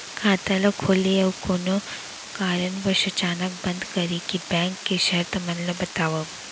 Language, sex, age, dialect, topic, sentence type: Chhattisgarhi, female, 60-100, Central, banking, question